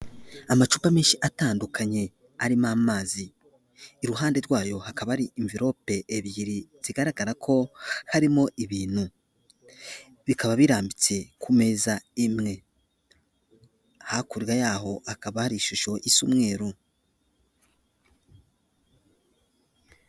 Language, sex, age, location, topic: Kinyarwanda, male, 18-24, Kigali, finance